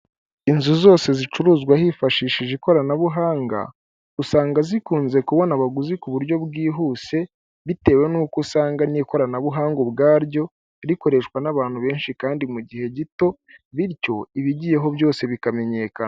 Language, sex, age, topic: Kinyarwanda, male, 25-35, finance